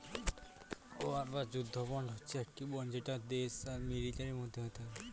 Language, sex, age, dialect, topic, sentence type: Bengali, male, 18-24, Northern/Varendri, banking, statement